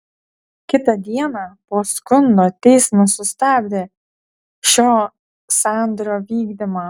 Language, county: Lithuanian, Utena